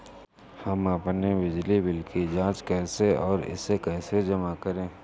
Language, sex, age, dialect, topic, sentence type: Hindi, male, 31-35, Awadhi Bundeli, banking, question